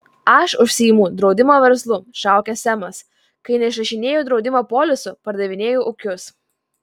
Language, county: Lithuanian, Vilnius